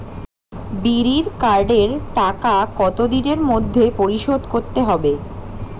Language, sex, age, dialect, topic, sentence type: Bengali, female, 18-24, Standard Colloquial, banking, question